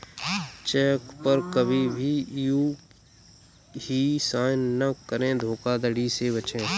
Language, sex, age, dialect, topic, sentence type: Hindi, male, 25-30, Kanauji Braj Bhasha, banking, statement